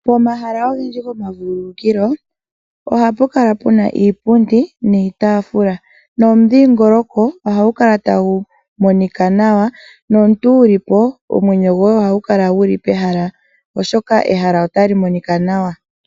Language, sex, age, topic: Oshiwambo, female, 25-35, agriculture